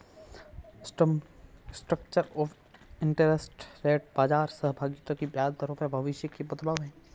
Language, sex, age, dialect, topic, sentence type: Hindi, male, 18-24, Marwari Dhudhari, banking, statement